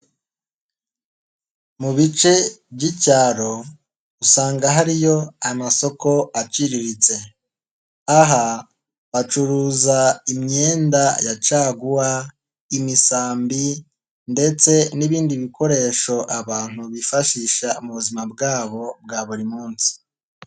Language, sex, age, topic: Kinyarwanda, male, 18-24, finance